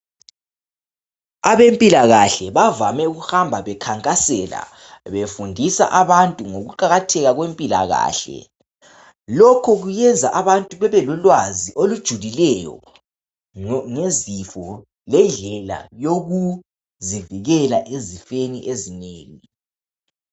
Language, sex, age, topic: North Ndebele, male, 18-24, health